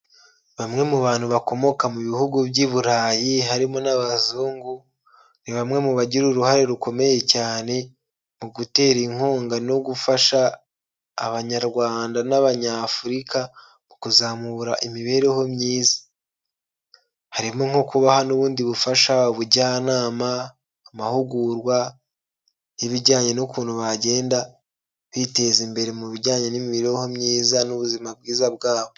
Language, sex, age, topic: Kinyarwanda, male, 18-24, health